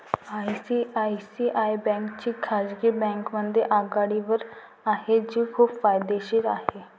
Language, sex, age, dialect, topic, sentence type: Marathi, female, 18-24, Varhadi, banking, statement